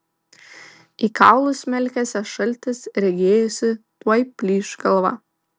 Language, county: Lithuanian, Vilnius